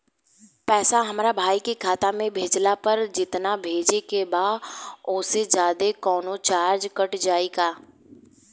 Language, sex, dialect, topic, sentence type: Bhojpuri, female, Southern / Standard, banking, question